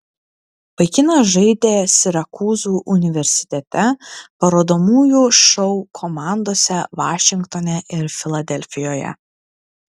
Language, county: Lithuanian, Klaipėda